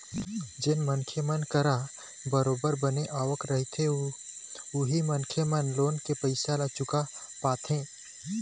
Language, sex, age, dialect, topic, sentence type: Chhattisgarhi, male, 18-24, Eastern, banking, statement